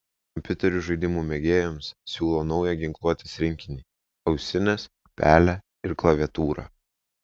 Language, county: Lithuanian, Vilnius